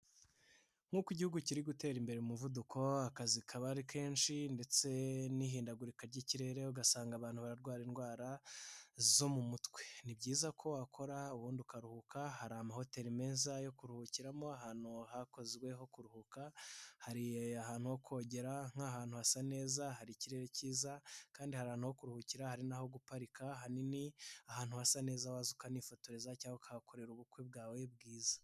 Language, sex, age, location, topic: Kinyarwanda, male, 25-35, Nyagatare, finance